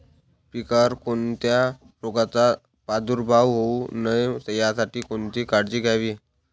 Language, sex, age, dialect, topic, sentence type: Marathi, male, 18-24, Northern Konkan, agriculture, question